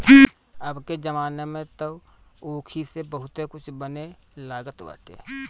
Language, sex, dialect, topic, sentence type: Bhojpuri, male, Northern, agriculture, statement